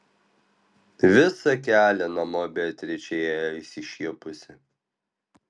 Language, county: Lithuanian, Alytus